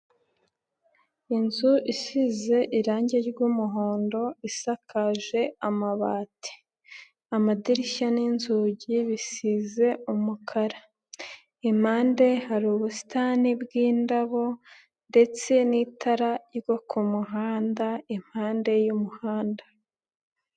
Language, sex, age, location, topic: Kinyarwanda, male, 25-35, Nyagatare, government